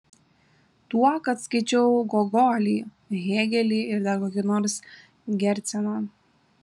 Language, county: Lithuanian, Alytus